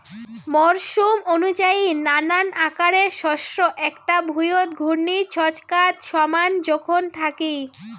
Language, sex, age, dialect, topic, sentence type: Bengali, female, 18-24, Rajbangshi, agriculture, statement